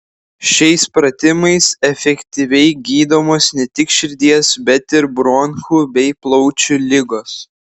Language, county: Lithuanian, Klaipėda